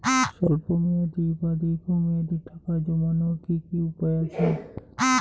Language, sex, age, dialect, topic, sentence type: Bengali, male, 18-24, Rajbangshi, banking, question